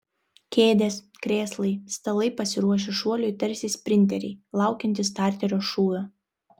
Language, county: Lithuanian, Vilnius